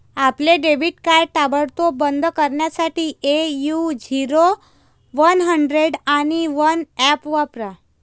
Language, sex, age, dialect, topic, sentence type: Marathi, female, 25-30, Varhadi, banking, statement